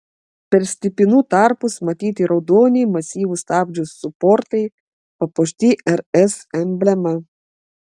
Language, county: Lithuanian, Klaipėda